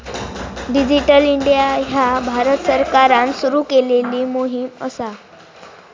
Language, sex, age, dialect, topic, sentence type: Marathi, female, 18-24, Southern Konkan, banking, statement